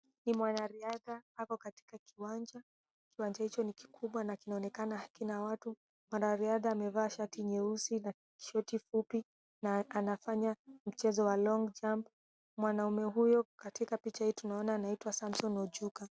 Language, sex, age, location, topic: Swahili, female, 18-24, Mombasa, education